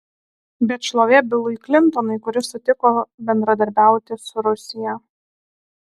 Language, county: Lithuanian, Alytus